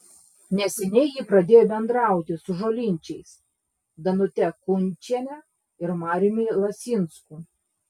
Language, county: Lithuanian, Klaipėda